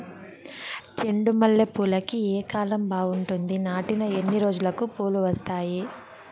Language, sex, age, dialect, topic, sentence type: Telugu, female, 18-24, Southern, agriculture, question